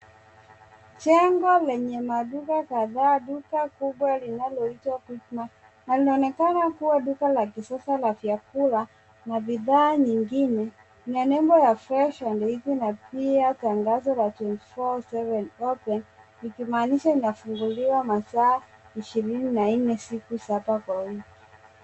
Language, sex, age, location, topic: Swahili, female, 25-35, Nairobi, finance